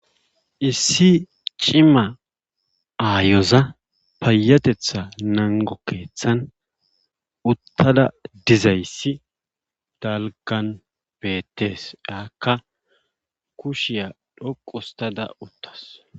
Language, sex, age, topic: Gamo, male, 25-35, government